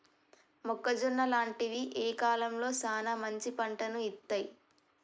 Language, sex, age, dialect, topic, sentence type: Telugu, male, 18-24, Telangana, agriculture, question